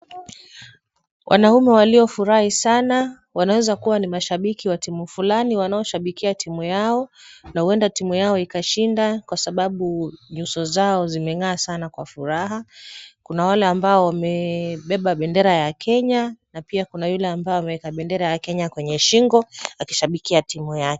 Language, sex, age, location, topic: Swahili, female, 25-35, Kisumu, government